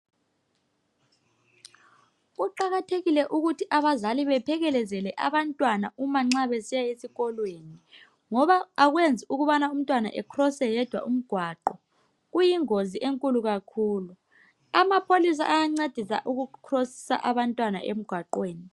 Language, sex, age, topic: North Ndebele, male, 25-35, health